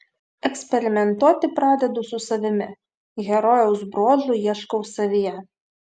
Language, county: Lithuanian, Vilnius